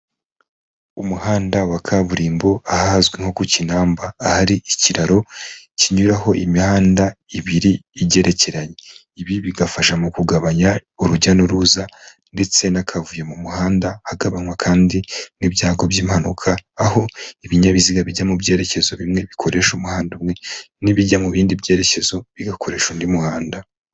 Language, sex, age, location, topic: Kinyarwanda, male, 25-35, Huye, government